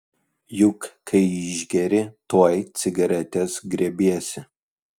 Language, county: Lithuanian, Kaunas